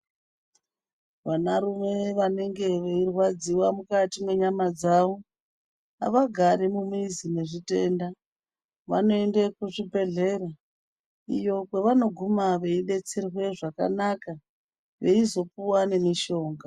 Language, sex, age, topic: Ndau, female, 36-49, health